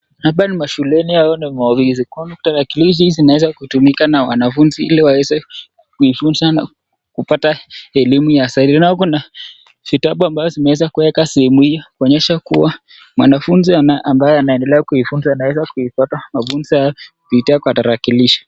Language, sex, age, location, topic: Swahili, male, 25-35, Nakuru, education